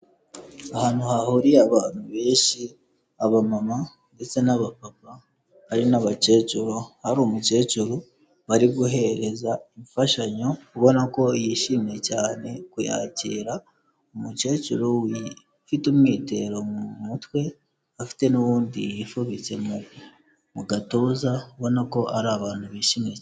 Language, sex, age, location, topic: Kinyarwanda, male, 18-24, Kigali, health